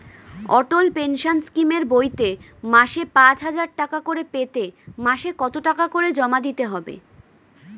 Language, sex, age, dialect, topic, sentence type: Bengali, female, 25-30, Standard Colloquial, banking, question